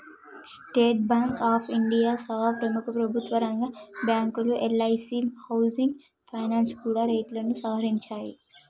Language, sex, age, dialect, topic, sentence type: Telugu, female, 18-24, Telangana, banking, statement